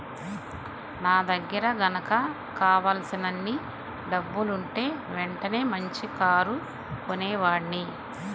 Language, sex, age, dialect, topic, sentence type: Telugu, male, 18-24, Central/Coastal, banking, statement